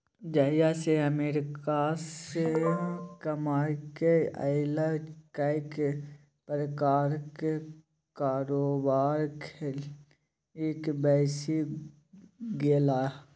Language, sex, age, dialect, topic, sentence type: Maithili, male, 18-24, Bajjika, banking, statement